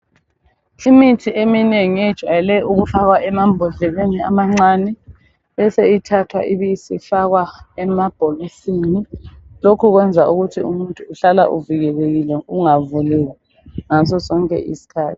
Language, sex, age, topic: North Ndebele, male, 36-49, health